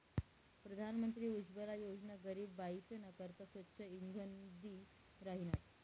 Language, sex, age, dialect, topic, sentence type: Marathi, female, 18-24, Northern Konkan, agriculture, statement